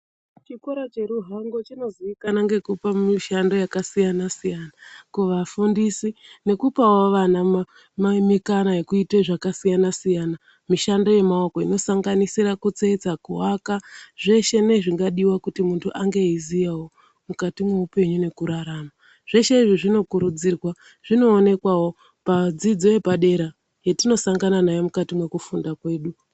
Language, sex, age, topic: Ndau, female, 36-49, education